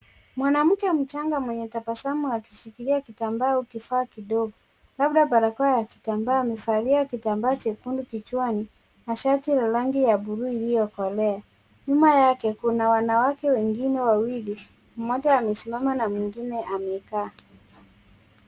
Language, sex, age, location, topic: Swahili, female, 18-24, Kisumu, health